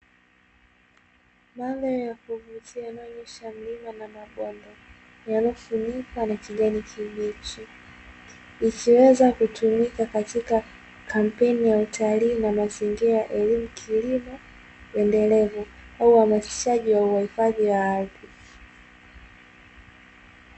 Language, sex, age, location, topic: Swahili, female, 18-24, Dar es Salaam, agriculture